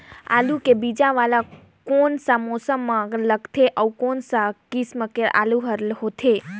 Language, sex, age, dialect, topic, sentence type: Chhattisgarhi, female, 18-24, Northern/Bhandar, agriculture, question